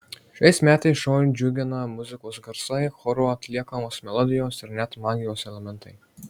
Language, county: Lithuanian, Marijampolė